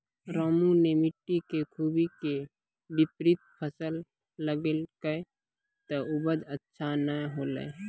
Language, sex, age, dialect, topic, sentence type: Maithili, male, 18-24, Angika, agriculture, statement